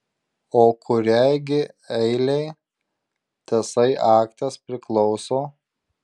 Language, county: Lithuanian, Marijampolė